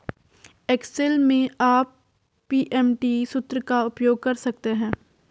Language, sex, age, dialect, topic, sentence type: Hindi, female, 46-50, Garhwali, banking, statement